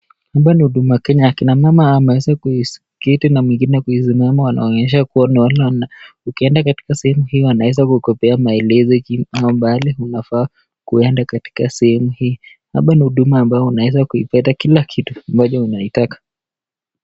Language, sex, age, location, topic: Swahili, male, 25-35, Nakuru, government